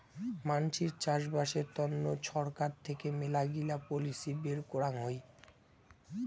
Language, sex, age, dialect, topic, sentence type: Bengali, male, <18, Rajbangshi, agriculture, statement